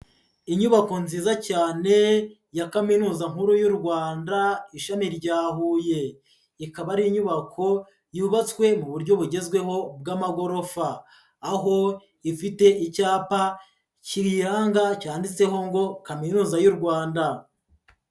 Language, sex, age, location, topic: Kinyarwanda, male, 25-35, Huye, education